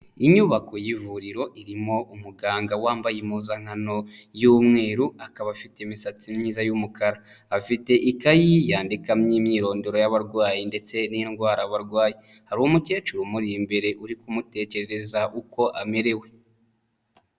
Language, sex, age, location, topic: Kinyarwanda, male, 25-35, Nyagatare, health